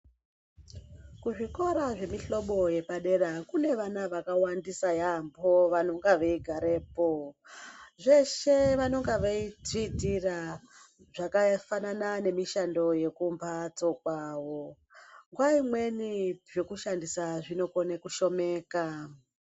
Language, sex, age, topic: Ndau, female, 50+, education